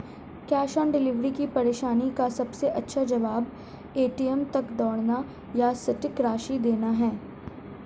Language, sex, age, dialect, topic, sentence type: Hindi, female, 36-40, Marwari Dhudhari, banking, statement